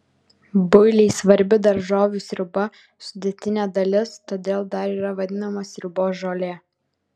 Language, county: Lithuanian, Vilnius